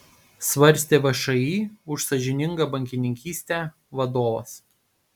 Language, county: Lithuanian, Panevėžys